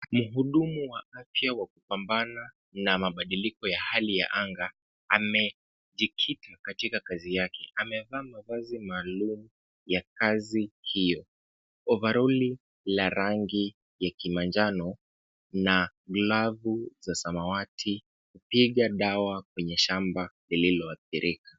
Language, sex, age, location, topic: Swahili, male, 25-35, Kisumu, health